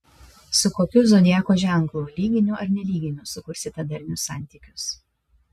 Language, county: Lithuanian, Vilnius